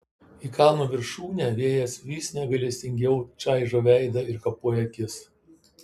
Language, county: Lithuanian, Kaunas